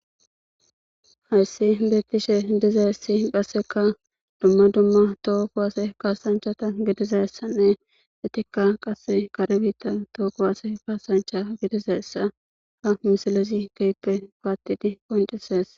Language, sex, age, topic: Gamo, male, 18-24, government